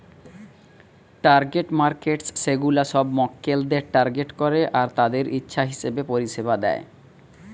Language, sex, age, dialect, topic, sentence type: Bengali, male, 31-35, Western, banking, statement